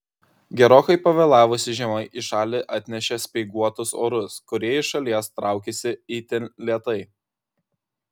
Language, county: Lithuanian, Kaunas